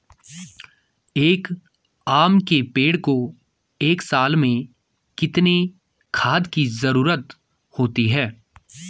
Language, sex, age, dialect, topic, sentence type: Hindi, male, 18-24, Garhwali, agriculture, question